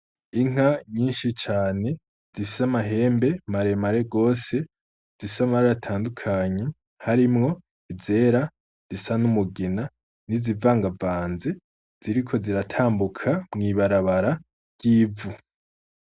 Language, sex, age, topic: Rundi, male, 18-24, agriculture